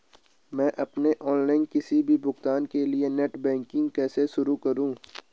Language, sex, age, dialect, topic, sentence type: Hindi, male, 18-24, Garhwali, banking, question